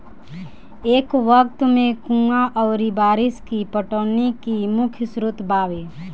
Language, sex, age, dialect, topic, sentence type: Bhojpuri, female, <18, Southern / Standard, agriculture, statement